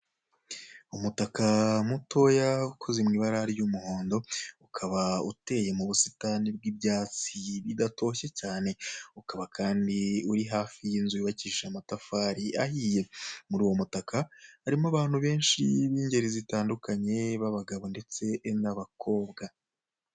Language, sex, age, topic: Kinyarwanda, male, 25-35, finance